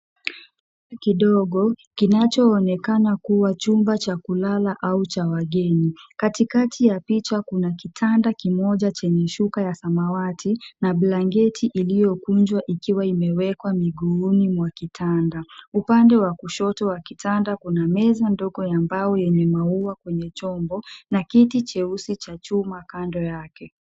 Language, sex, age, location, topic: Swahili, female, 18-24, Nairobi, education